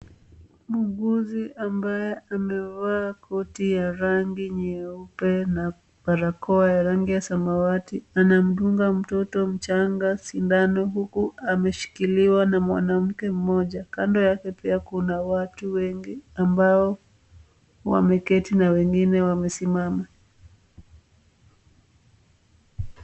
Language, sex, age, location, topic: Swahili, female, 25-35, Kisumu, health